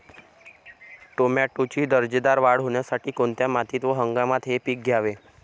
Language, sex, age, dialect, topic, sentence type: Marathi, male, 18-24, Northern Konkan, agriculture, question